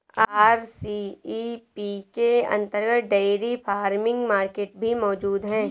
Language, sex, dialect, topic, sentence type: Hindi, female, Marwari Dhudhari, agriculture, statement